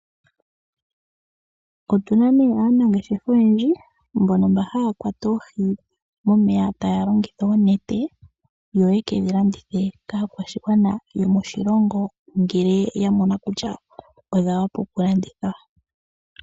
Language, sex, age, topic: Oshiwambo, female, 18-24, agriculture